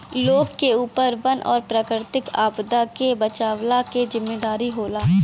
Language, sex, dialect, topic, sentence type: Bhojpuri, female, Western, agriculture, statement